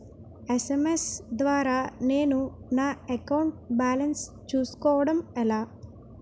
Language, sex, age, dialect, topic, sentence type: Telugu, female, 18-24, Utterandhra, banking, question